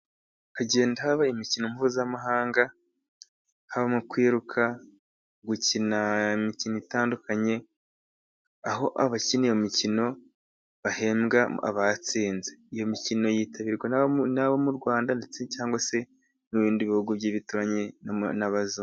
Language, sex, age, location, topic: Kinyarwanda, male, 18-24, Musanze, government